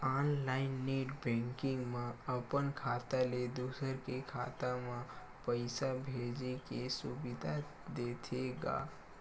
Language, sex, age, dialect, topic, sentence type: Chhattisgarhi, male, 18-24, Western/Budati/Khatahi, banking, statement